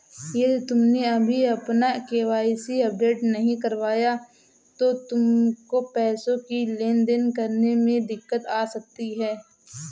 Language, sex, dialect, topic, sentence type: Hindi, female, Kanauji Braj Bhasha, banking, statement